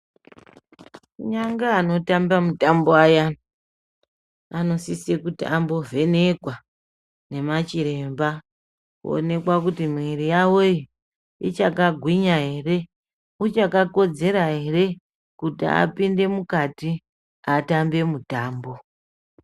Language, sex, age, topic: Ndau, female, 36-49, health